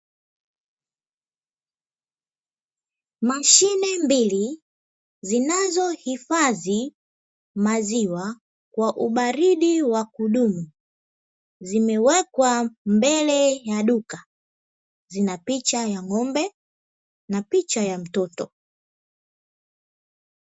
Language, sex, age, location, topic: Swahili, female, 18-24, Dar es Salaam, finance